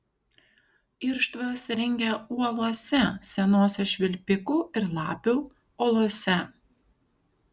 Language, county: Lithuanian, Kaunas